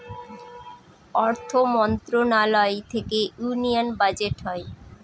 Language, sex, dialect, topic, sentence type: Bengali, female, Northern/Varendri, banking, statement